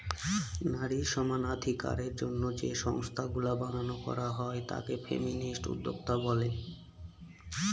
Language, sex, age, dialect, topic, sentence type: Bengali, male, 25-30, Northern/Varendri, banking, statement